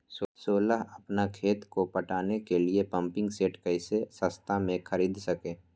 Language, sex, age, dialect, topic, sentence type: Magahi, male, 41-45, Western, agriculture, question